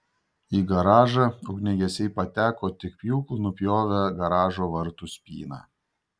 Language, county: Lithuanian, Šiauliai